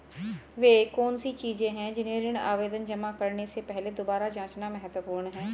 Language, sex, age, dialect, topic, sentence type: Hindi, female, 41-45, Hindustani Malvi Khadi Boli, banking, question